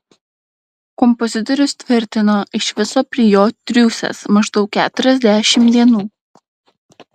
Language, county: Lithuanian, Klaipėda